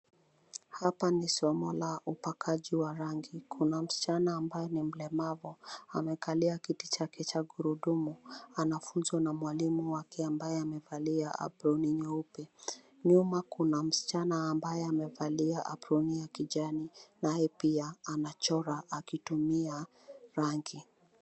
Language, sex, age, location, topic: Swahili, female, 25-35, Nairobi, education